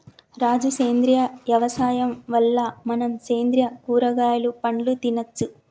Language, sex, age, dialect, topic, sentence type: Telugu, female, 31-35, Telangana, agriculture, statement